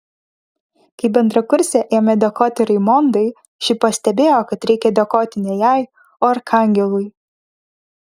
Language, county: Lithuanian, Vilnius